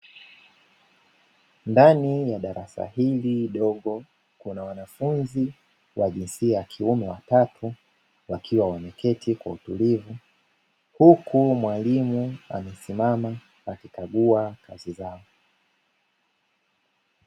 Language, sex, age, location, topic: Swahili, male, 25-35, Dar es Salaam, education